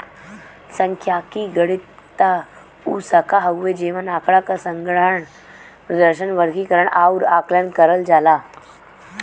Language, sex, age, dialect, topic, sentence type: Bhojpuri, female, 25-30, Western, banking, statement